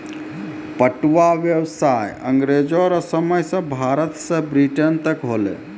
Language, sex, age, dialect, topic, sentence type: Maithili, male, 31-35, Angika, agriculture, statement